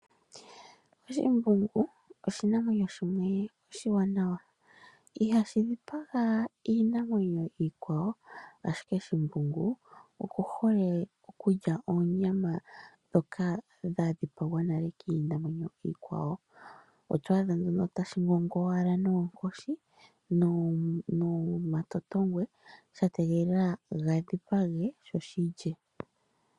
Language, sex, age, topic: Oshiwambo, female, 25-35, agriculture